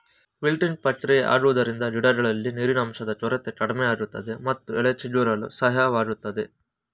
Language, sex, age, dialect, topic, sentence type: Kannada, male, 18-24, Mysore Kannada, agriculture, statement